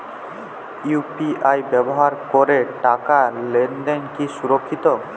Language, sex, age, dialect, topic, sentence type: Bengali, male, 18-24, Jharkhandi, banking, question